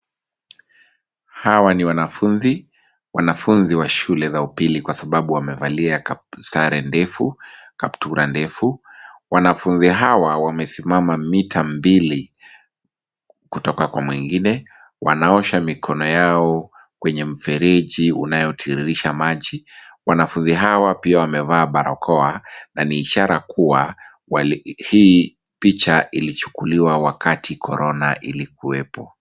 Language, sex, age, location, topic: Swahili, male, 25-35, Kisumu, health